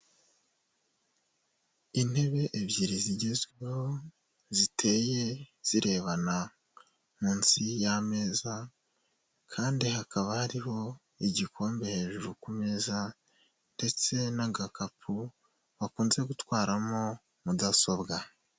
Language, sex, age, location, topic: Kinyarwanda, male, 18-24, Huye, education